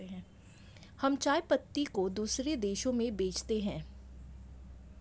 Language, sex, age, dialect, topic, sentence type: Hindi, female, 25-30, Hindustani Malvi Khadi Boli, banking, statement